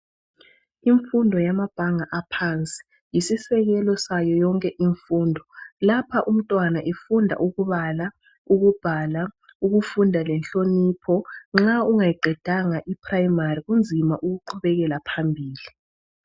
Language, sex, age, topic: North Ndebele, male, 36-49, education